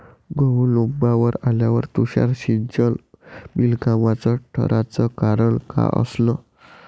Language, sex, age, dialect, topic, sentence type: Marathi, male, 18-24, Varhadi, agriculture, question